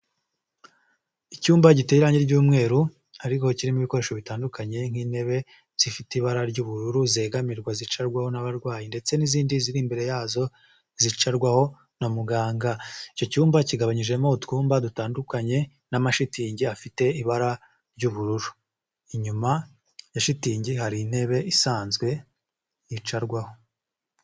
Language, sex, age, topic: Kinyarwanda, male, 18-24, health